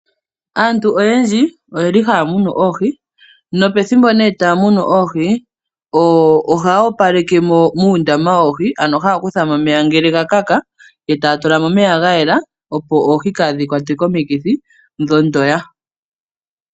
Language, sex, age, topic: Oshiwambo, female, 25-35, agriculture